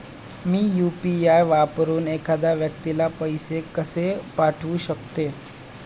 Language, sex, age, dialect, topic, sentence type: Marathi, male, 18-24, Standard Marathi, banking, question